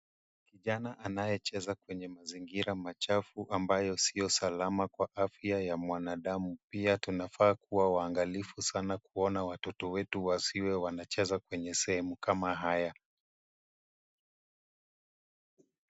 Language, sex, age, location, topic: Swahili, male, 36-49, Nairobi, government